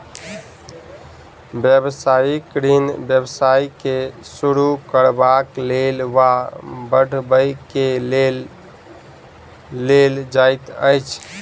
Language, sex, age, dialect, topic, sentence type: Maithili, male, 25-30, Southern/Standard, banking, statement